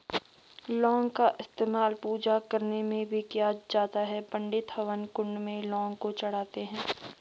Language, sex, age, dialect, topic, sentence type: Hindi, female, 18-24, Garhwali, agriculture, statement